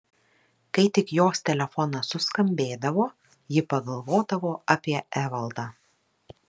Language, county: Lithuanian, Marijampolė